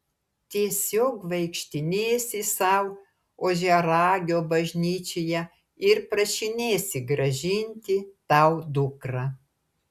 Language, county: Lithuanian, Klaipėda